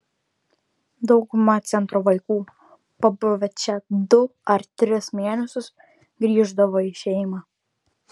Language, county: Lithuanian, Vilnius